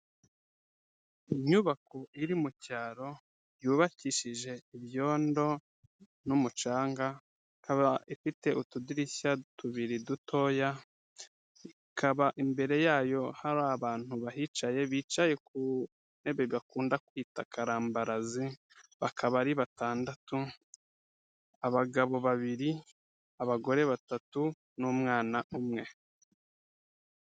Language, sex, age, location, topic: Kinyarwanda, male, 36-49, Kigali, health